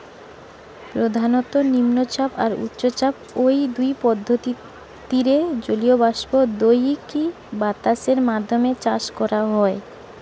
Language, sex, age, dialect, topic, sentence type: Bengali, female, 18-24, Western, agriculture, statement